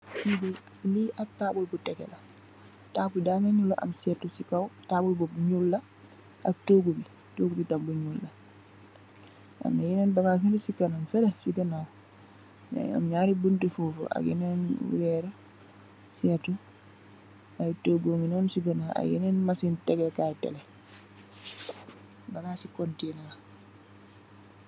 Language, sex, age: Wolof, female, 25-35